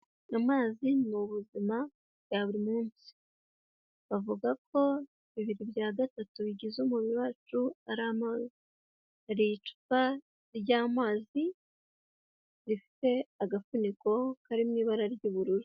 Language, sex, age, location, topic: Kinyarwanda, female, 18-24, Huye, health